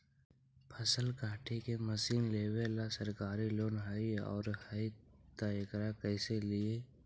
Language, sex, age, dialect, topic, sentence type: Magahi, male, 60-100, Central/Standard, agriculture, question